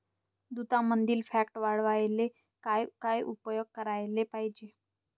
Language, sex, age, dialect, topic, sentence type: Marathi, male, 60-100, Varhadi, agriculture, question